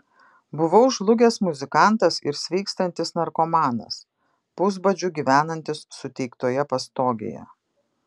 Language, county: Lithuanian, Vilnius